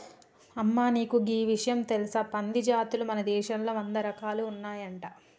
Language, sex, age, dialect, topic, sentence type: Telugu, female, 25-30, Telangana, agriculture, statement